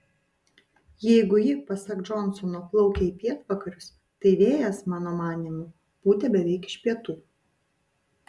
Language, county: Lithuanian, Utena